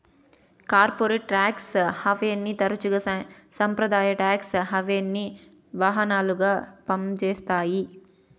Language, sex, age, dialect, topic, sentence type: Telugu, female, 18-24, Southern, banking, statement